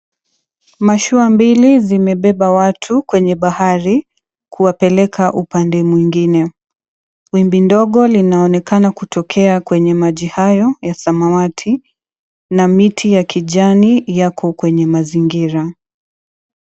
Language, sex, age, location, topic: Swahili, female, 25-35, Mombasa, government